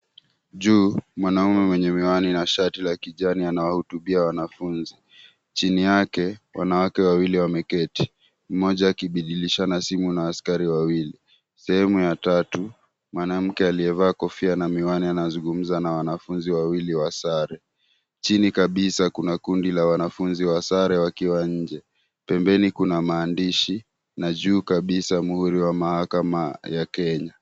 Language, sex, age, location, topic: Swahili, male, 18-24, Mombasa, government